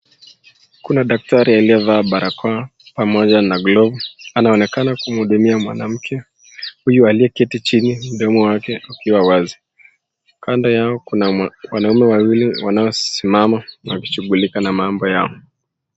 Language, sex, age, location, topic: Swahili, male, 18-24, Nakuru, health